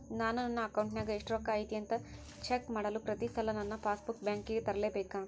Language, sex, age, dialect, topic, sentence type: Kannada, male, 18-24, Central, banking, question